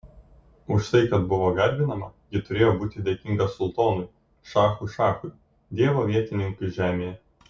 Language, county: Lithuanian, Kaunas